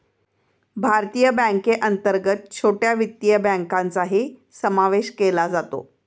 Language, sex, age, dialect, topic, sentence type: Marathi, female, 51-55, Standard Marathi, banking, statement